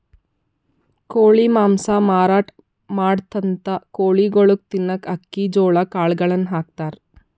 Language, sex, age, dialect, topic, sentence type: Kannada, female, 25-30, Northeastern, agriculture, statement